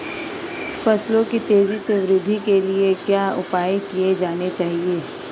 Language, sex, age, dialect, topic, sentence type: Hindi, female, 25-30, Marwari Dhudhari, agriculture, question